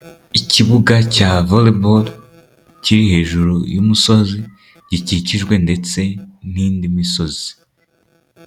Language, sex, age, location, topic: Kinyarwanda, male, 18-24, Nyagatare, education